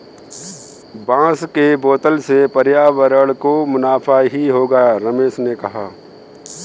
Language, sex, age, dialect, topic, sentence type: Hindi, male, 31-35, Kanauji Braj Bhasha, banking, statement